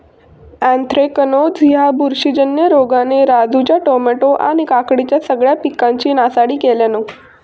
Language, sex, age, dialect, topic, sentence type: Marathi, female, 18-24, Southern Konkan, agriculture, statement